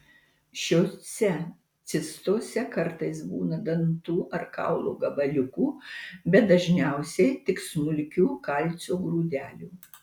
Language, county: Lithuanian, Marijampolė